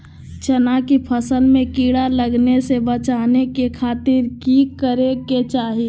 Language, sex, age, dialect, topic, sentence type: Magahi, female, 18-24, Southern, agriculture, question